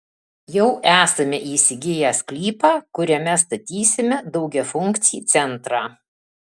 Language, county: Lithuanian, Alytus